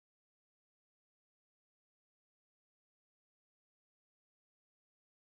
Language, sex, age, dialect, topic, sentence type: Telugu, female, 18-24, Southern, banking, statement